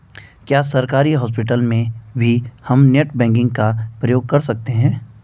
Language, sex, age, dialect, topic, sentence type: Hindi, male, 25-30, Garhwali, banking, question